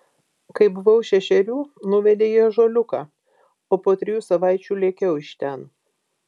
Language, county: Lithuanian, Vilnius